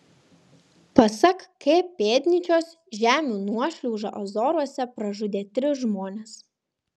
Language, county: Lithuanian, Kaunas